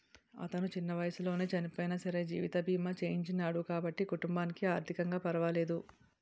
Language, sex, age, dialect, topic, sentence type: Telugu, female, 36-40, Utterandhra, banking, statement